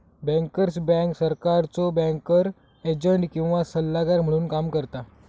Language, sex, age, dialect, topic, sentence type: Marathi, male, 25-30, Southern Konkan, banking, statement